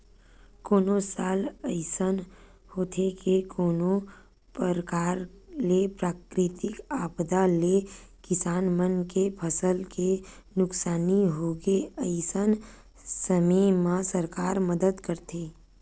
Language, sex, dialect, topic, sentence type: Chhattisgarhi, female, Western/Budati/Khatahi, banking, statement